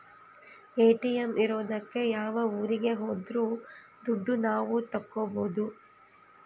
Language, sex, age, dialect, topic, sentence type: Kannada, female, 25-30, Central, banking, statement